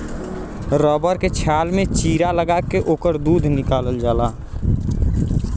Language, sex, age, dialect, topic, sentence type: Bhojpuri, male, 18-24, Western, agriculture, statement